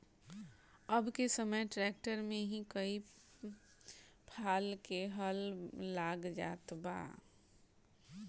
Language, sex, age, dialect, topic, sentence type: Bhojpuri, female, 41-45, Northern, agriculture, statement